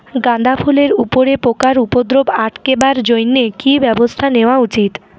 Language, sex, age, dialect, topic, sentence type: Bengali, female, 41-45, Rajbangshi, agriculture, question